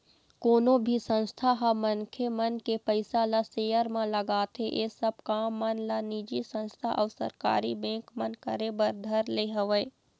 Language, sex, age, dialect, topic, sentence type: Chhattisgarhi, female, 18-24, Eastern, banking, statement